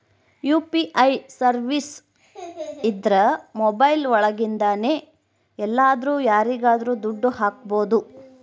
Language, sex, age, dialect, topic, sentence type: Kannada, female, 25-30, Central, banking, statement